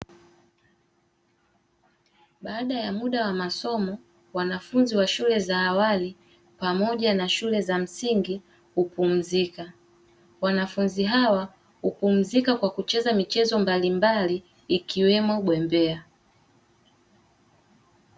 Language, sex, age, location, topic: Swahili, female, 18-24, Dar es Salaam, education